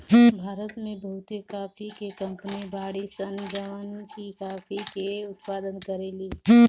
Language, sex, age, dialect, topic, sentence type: Bhojpuri, female, 25-30, Northern, agriculture, statement